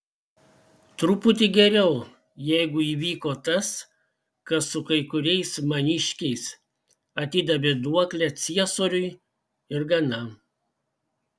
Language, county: Lithuanian, Panevėžys